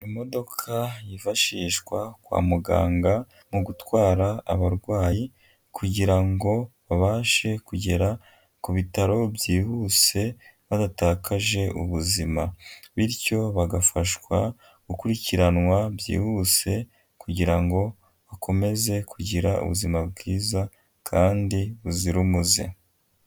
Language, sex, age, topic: Kinyarwanda, male, 25-35, health